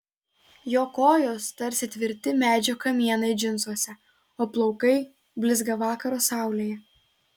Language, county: Lithuanian, Telšiai